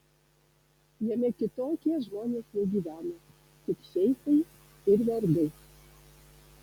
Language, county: Lithuanian, Alytus